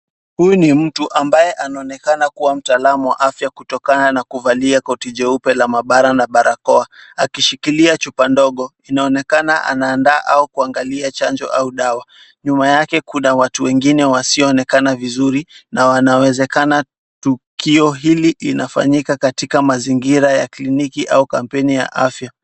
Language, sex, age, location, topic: Swahili, male, 36-49, Kisumu, health